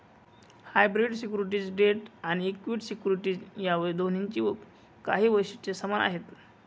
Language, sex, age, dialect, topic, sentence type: Marathi, male, 18-24, Northern Konkan, banking, statement